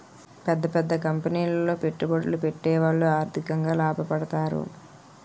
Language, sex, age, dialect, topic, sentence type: Telugu, female, 41-45, Utterandhra, banking, statement